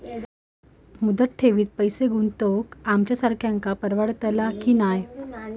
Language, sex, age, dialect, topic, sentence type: Marathi, female, 18-24, Southern Konkan, banking, question